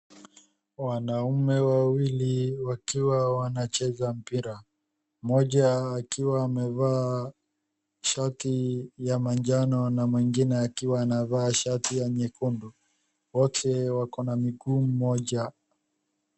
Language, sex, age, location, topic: Swahili, male, 50+, Wajir, education